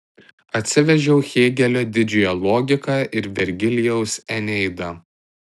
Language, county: Lithuanian, Tauragė